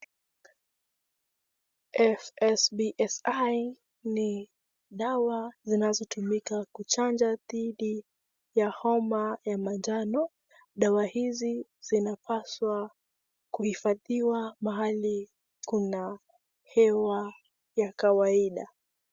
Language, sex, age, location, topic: Swahili, female, 18-24, Wajir, health